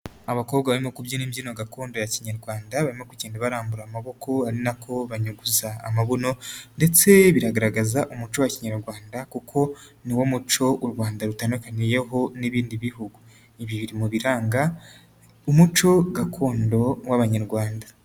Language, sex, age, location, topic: Kinyarwanda, male, 36-49, Nyagatare, government